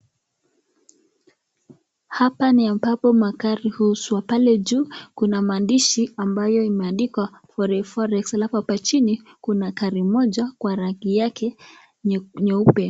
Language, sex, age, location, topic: Swahili, male, 25-35, Nakuru, finance